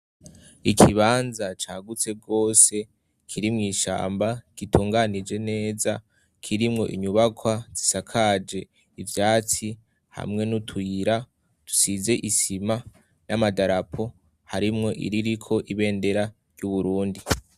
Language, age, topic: Rundi, 18-24, education